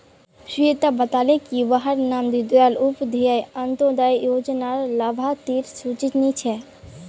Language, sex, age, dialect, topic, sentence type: Magahi, female, 18-24, Northeastern/Surjapuri, banking, statement